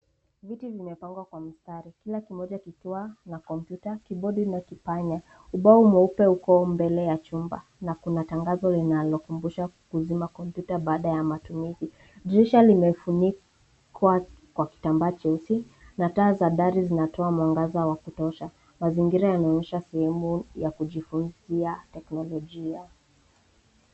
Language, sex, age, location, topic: Swahili, female, 18-24, Nairobi, education